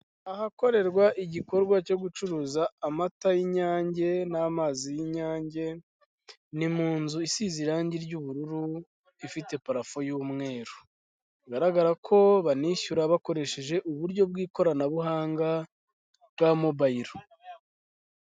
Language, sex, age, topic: Kinyarwanda, male, 25-35, finance